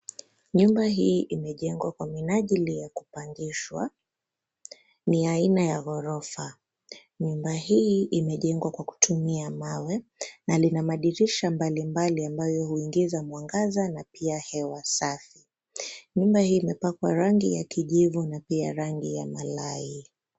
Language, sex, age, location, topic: Swahili, female, 25-35, Nairobi, finance